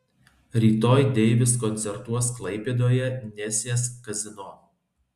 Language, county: Lithuanian, Alytus